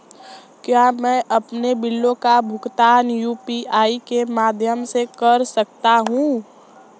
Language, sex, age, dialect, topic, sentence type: Hindi, male, 18-24, Marwari Dhudhari, banking, question